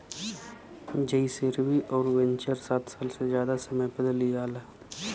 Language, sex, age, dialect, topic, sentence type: Bhojpuri, male, 25-30, Western, banking, statement